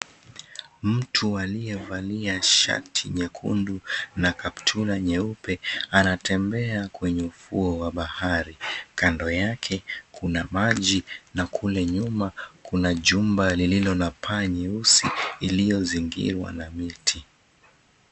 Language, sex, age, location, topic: Swahili, male, 25-35, Mombasa, agriculture